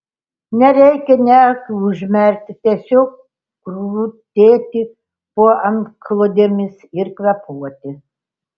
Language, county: Lithuanian, Telšiai